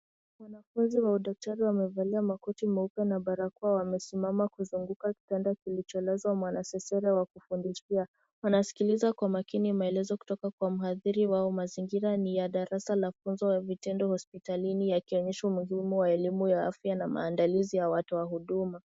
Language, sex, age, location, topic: Swahili, female, 18-24, Nairobi, education